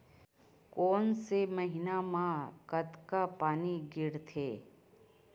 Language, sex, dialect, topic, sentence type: Chhattisgarhi, female, Western/Budati/Khatahi, agriculture, question